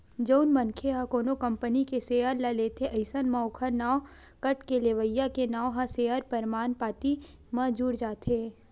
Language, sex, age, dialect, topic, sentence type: Chhattisgarhi, female, 18-24, Western/Budati/Khatahi, banking, statement